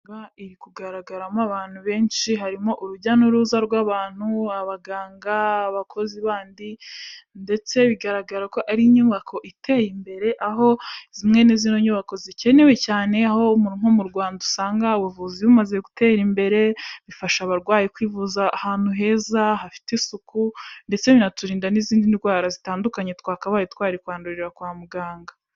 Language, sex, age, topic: Kinyarwanda, female, 18-24, health